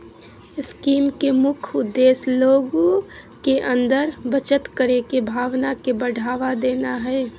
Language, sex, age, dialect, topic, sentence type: Magahi, female, 25-30, Southern, banking, statement